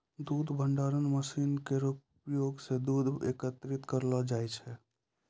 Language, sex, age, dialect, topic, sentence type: Maithili, male, 18-24, Angika, agriculture, statement